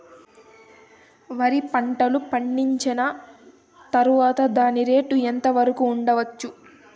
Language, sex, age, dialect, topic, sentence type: Telugu, female, 18-24, Southern, agriculture, question